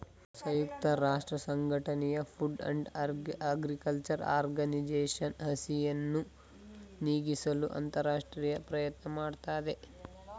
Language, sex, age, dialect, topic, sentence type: Kannada, male, 18-24, Mysore Kannada, agriculture, statement